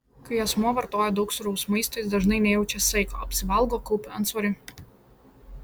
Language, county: Lithuanian, Šiauliai